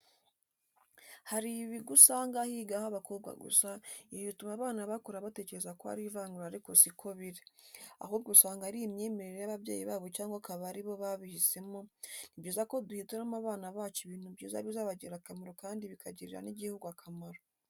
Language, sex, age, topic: Kinyarwanda, female, 18-24, education